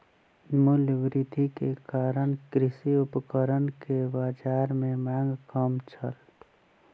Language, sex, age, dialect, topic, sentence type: Maithili, male, 25-30, Southern/Standard, agriculture, statement